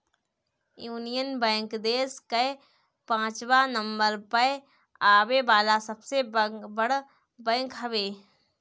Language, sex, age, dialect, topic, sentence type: Bhojpuri, female, 18-24, Northern, banking, statement